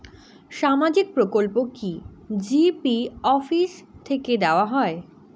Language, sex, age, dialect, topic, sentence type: Bengali, female, 18-24, Rajbangshi, banking, question